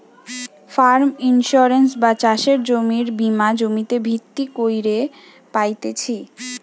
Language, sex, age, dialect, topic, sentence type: Bengali, female, 18-24, Western, agriculture, statement